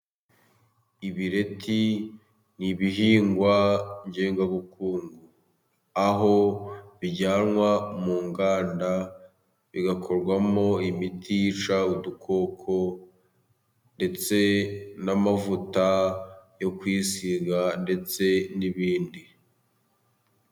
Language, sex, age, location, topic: Kinyarwanda, male, 18-24, Musanze, agriculture